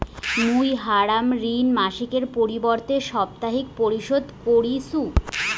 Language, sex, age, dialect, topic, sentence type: Bengali, female, 25-30, Rajbangshi, banking, statement